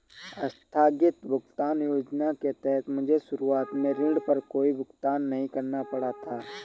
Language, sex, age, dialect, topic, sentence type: Hindi, male, 18-24, Awadhi Bundeli, banking, statement